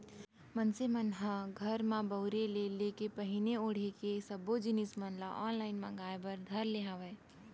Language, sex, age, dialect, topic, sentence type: Chhattisgarhi, female, 18-24, Central, banking, statement